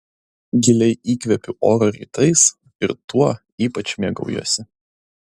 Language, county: Lithuanian, Klaipėda